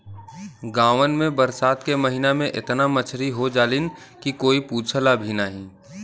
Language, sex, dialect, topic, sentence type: Bhojpuri, male, Western, agriculture, statement